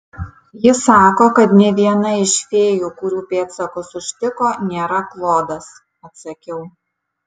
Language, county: Lithuanian, Kaunas